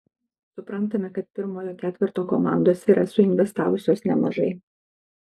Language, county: Lithuanian, Kaunas